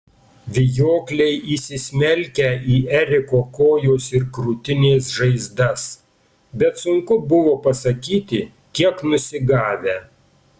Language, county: Lithuanian, Panevėžys